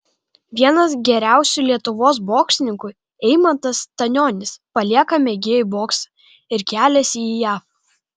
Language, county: Lithuanian, Kaunas